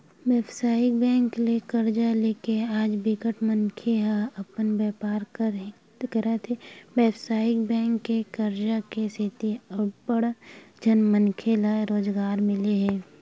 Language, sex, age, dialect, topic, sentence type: Chhattisgarhi, female, 51-55, Western/Budati/Khatahi, banking, statement